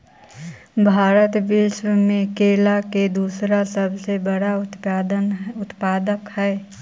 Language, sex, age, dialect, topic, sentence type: Magahi, female, 25-30, Central/Standard, agriculture, statement